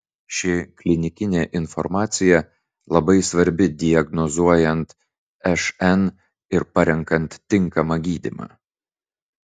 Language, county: Lithuanian, Vilnius